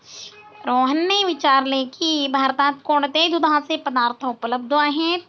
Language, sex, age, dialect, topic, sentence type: Marathi, female, 60-100, Standard Marathi, agriculture, statement